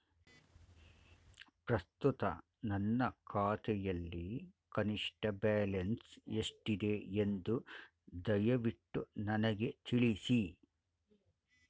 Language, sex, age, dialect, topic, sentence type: Kannada, male, 51-55, Mysore Kannada, banking, statement